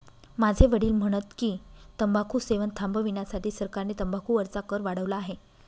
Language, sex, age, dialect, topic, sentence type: Marathi, female, 25-30, Northern Konkan, agriculture, statement